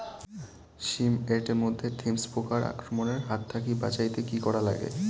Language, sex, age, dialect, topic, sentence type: Bengali, male, 18-24, Rajbangshi, agriculture, question